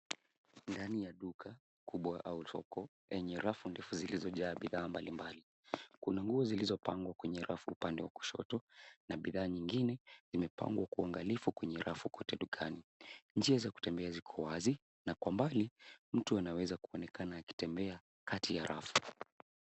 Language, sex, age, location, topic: Swahili, male, 18-24, Nairobi, finance